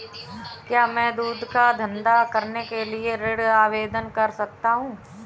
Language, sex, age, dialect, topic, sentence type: Hindi, female, 18-24, Kanauji Braj Bhasha, banking, question